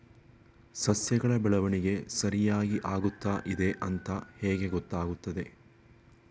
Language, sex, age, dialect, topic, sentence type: Kannada, male, 18-24, Coastal/Dakshin, agriculture, question